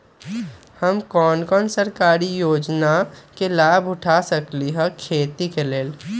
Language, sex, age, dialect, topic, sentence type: Magahi, male, 18-24, Western, agriculture, question